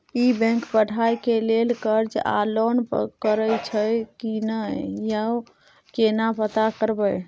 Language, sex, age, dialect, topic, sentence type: Maithili, female, 18-24, Bajjika, banking, question